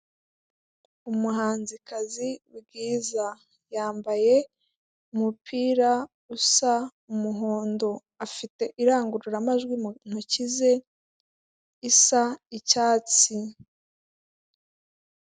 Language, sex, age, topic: Kinyarwanda, female, 18-24, finance